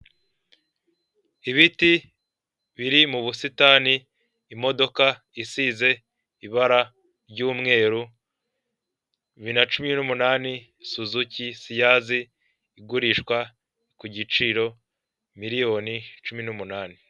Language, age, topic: Kinyarwanda, 18-24, finance